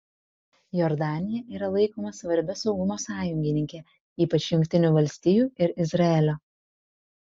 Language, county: Lithuanian, Vilnius